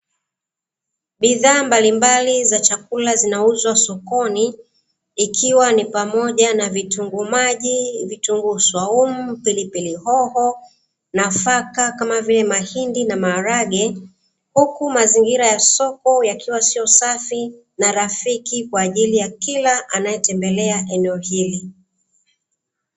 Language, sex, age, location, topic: Swahili, female, 36-49, Dar es Salaam, finance